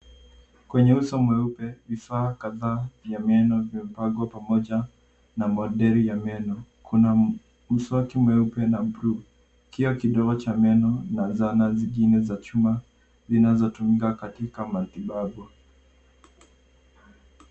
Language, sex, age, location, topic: Swahili, male, 18-24, Nairobi, health